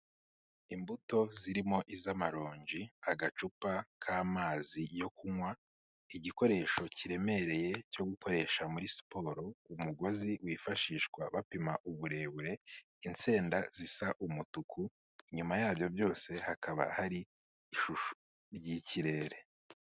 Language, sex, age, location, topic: Kinyarwanda, male, 25-35, Kigali, health